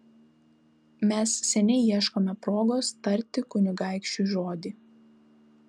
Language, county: Lithuanian, Kaunas